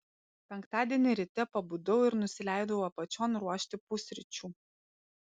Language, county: Lithuanian, Panevėžys